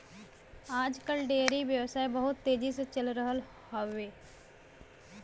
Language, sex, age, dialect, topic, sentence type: Bhojpuri, female, <18, Western, agriculture, statement